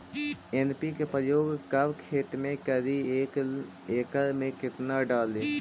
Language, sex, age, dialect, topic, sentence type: Magahi, male, 18-24, Central/Standard, agriculture, question